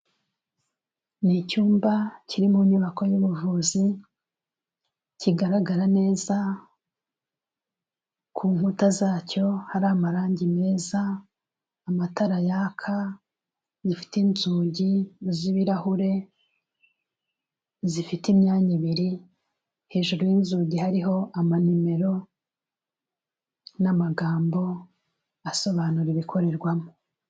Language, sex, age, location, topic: Kinyarwanda, female, 36-49, Kigali, health